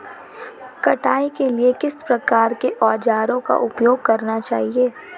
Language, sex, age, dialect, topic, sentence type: Hindi, female, 18-24, Marwari Dhudhari, agriculture, question